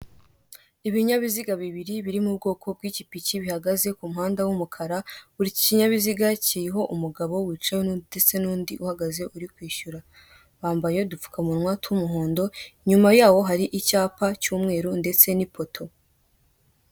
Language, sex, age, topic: Kinyarwanda, female, 18-24, finance